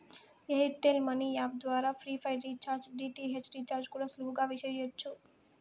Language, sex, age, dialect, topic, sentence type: Telugu, female, 18-24, Southern, banking, statement